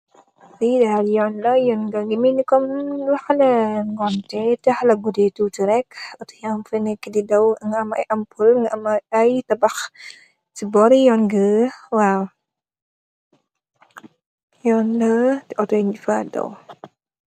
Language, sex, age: Wolof, female, 18-24